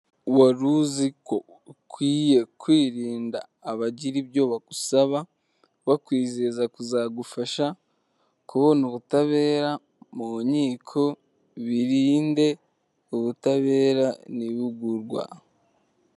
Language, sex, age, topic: Kinyarwanda, male, 18-24, government